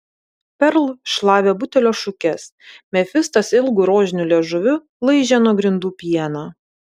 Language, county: Lithuanian, Vilnius